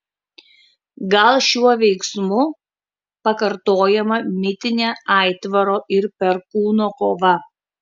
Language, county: Lithuanian, Kaunas